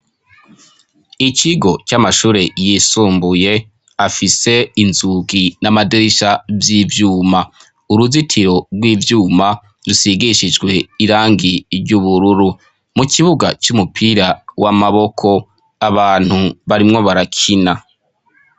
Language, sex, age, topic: Rundi, female, 25-35, education